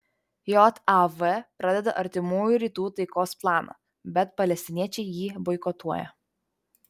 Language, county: Lithuanian, Vilnius